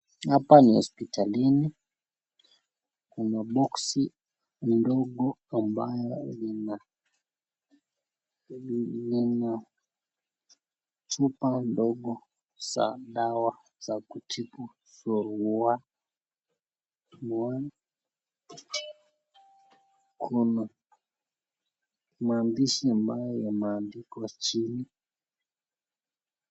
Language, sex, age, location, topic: Swahili, male, 25-35, Nakuru, health